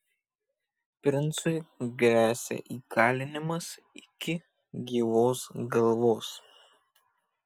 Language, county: Lithuanian, Kaunas